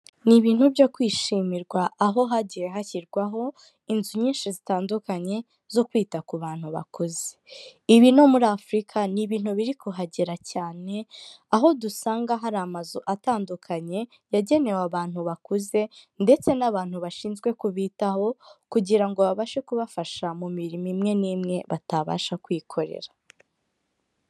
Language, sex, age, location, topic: Kinyarwanda, female, 25-35, Kigali, health